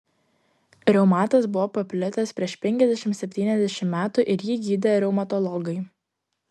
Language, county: Lithuanian, Klaipėda